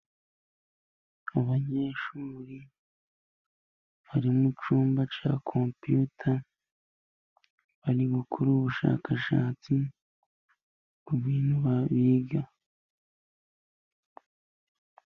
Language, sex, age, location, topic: Kinyarwanda, male, 18-24, Musanze, education